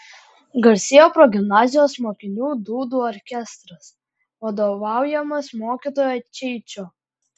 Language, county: Lithuanian, Klaipėda